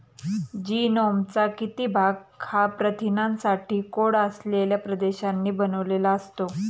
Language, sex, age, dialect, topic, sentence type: Marathi, female, 31-35, Standard Marathi, agriculture, question